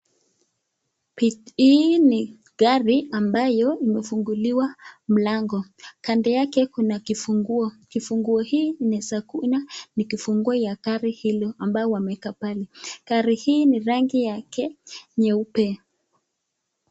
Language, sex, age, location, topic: Swahili, female, 18-24, Nakuru, finance